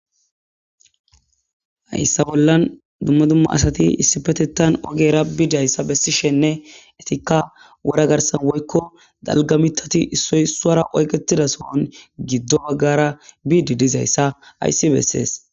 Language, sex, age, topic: Gamo, male, 18-24, government